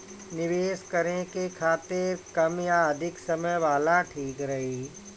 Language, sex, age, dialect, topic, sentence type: Bhojpuri, male, 36-40, Northern, banking, question